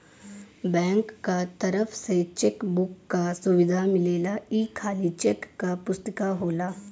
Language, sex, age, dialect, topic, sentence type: Bhojpuri, female, 18-24, Western, banking, statement